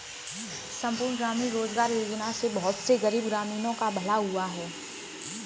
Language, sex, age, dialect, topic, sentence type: Hindi, female, 18-24, Kanauji Braj Bhasha, banking, statement